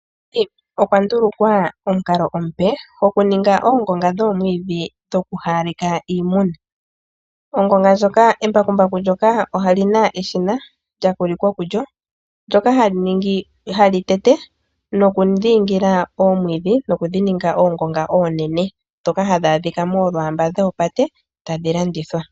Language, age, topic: Oshiwambo, 25-35, agriculture